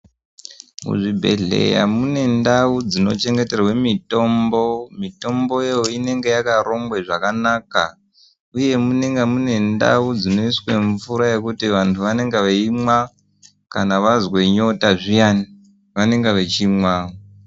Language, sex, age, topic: Ndau, male, 18-24, health